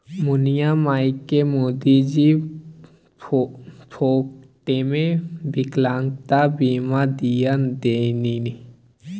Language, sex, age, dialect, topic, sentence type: Maithili, male, 18-24, Bajjika, banking, statement